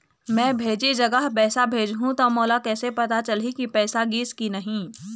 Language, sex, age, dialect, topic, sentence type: Chhattisgarhi, female, 25-30, Eastern, banking, question